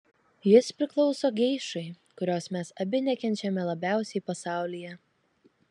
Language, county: Lithuanian, Kaunas